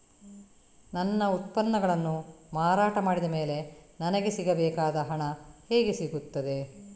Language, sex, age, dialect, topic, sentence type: Kannada, female, 18-24, Coastal/Dakshin, agriculture, question